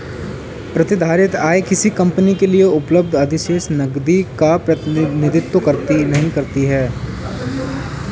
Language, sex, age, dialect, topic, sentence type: Hindi, male, 18-24, Kanauji Braj Bhasha, banking, statement